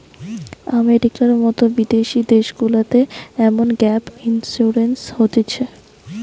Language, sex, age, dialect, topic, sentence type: Bengali, female, 18-24, Western, banking, statement